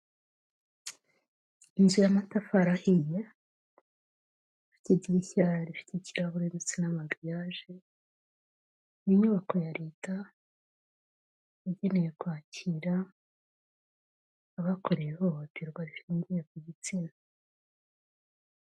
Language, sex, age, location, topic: Kinyarwanda, female, 36-49, Kigali, health